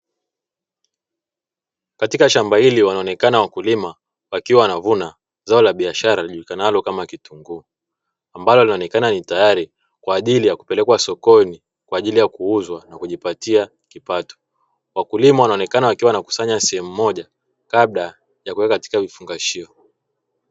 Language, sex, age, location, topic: Swahili, male, 25-35, Dar es Salaam, agriculture